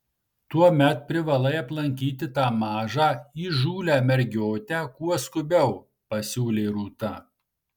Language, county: Lithuanian, Marijampolė